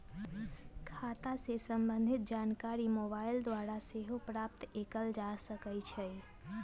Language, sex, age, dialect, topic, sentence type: Magahi, female, 18-24, Western, banking, statement